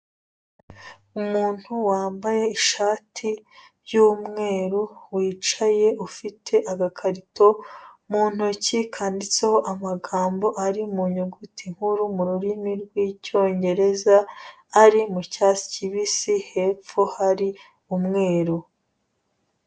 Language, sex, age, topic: Kinyarwanda, female, 18-24, health